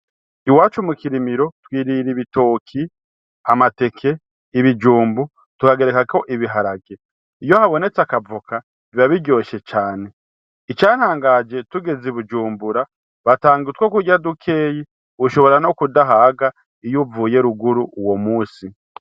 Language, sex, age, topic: Rundi, male, 36-49, agriculture